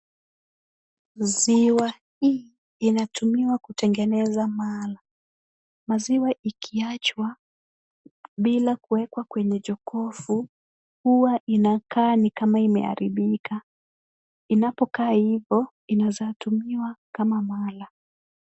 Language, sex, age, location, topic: Swahili, female, 18-24, Kisumu, agriculture